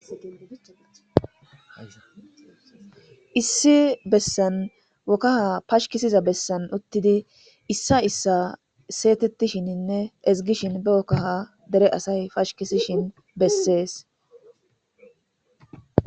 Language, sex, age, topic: Gamo, female, 18-24, government